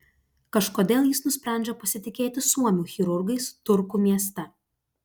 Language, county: Lithuanian, Klaipėda